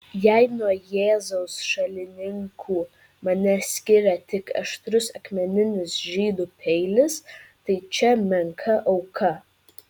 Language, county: Lithuanian, Vilnius